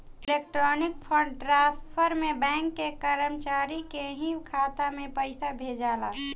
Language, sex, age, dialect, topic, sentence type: Bhojpuri, female, 25-30, Southern / Standard, banking, statement